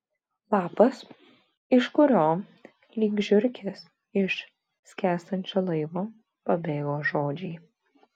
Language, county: Lithuanian, Vilnius